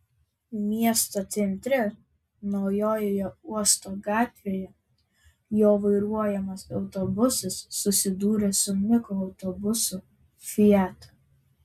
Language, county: Lithuanian, Vilnius